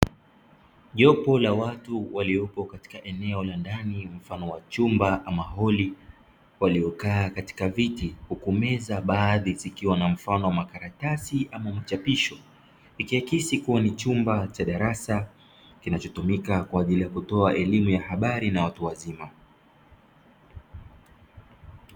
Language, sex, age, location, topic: Swahili, male, 25-35, Dar es Salaam, education